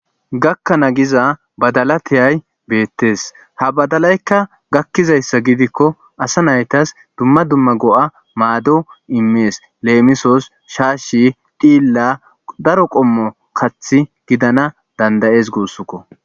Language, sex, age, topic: Gamo, male, 25-35, agriculture